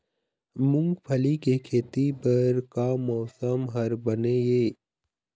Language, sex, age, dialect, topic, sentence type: Chhattisgarhi, male, 31-35, Eastern, agriculture, question